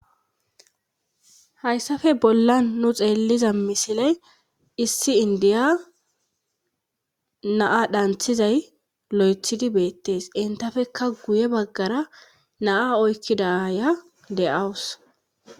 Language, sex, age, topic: Gamo, female, 25-35, government